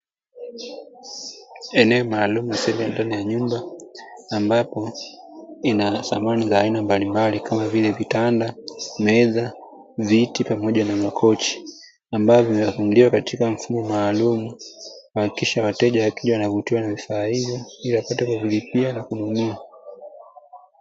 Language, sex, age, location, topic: Swahili, female, 18-24, Dar es Salaam, finance